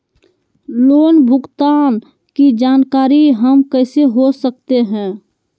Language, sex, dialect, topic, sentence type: Magahi, female, Southern, banking, question